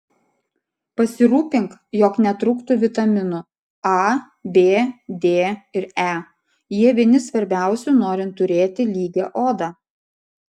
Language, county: Lithuanian, Vilnius